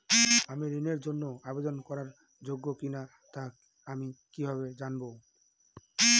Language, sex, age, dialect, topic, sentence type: Bengali, male, 25-30, Northern/Varendri, banking, statement